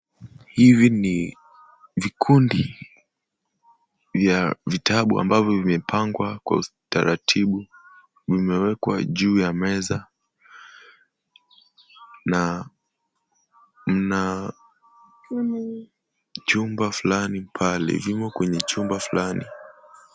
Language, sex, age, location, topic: Swahili, male, 18-24, Kisumu, education